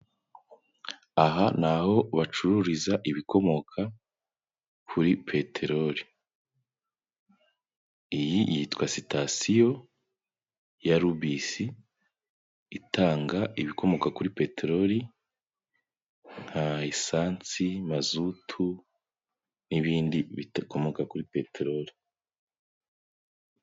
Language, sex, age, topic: Kinyarwanda, male, 25-35, government